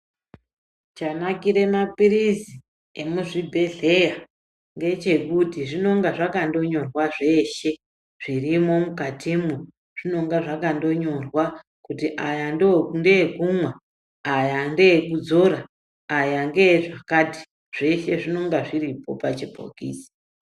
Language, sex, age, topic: Ndau, male, 18-24, health